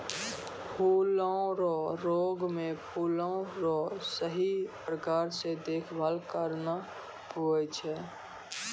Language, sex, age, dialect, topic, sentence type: Maithili, male, 18-24, Angika, agriculture, statement